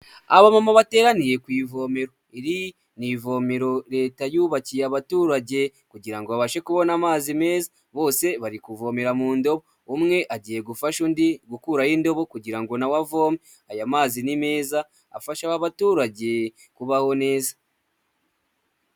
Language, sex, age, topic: Kinyarwanda, male, 18-24, health